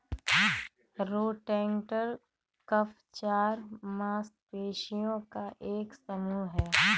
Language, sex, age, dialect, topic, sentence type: Hindi, female, 31-35, Kanauji Braj Bhasha, agriculture, statement